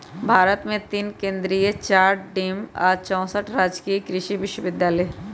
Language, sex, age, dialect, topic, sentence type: Magahi, male, 18-24, Western, agriculture, statement